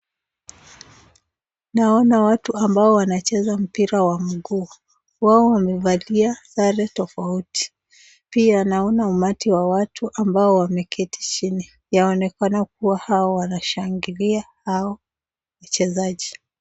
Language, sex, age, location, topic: Swahili, female, 25-35, Nakuru, government